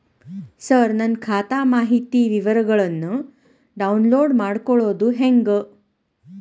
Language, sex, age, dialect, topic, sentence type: Kannada, female, 36-40, Dharwad Kannada, banking, question